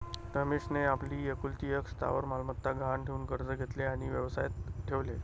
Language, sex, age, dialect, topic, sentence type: Marathi, male, 31-35, Varhadi, banking, statement